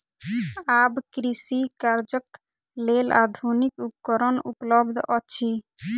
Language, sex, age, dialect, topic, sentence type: Maithili, female, 18-24, Southern/Standard, agriculture, statement